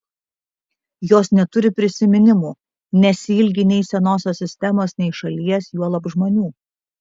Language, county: Lithuanian, Vilnius